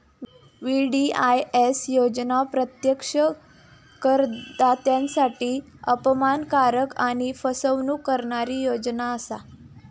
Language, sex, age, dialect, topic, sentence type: Marathi, female, 18-24, Southern Konkan, banking, statement